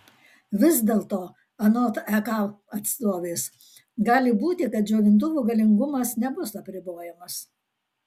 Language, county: Lithuanian, Alytus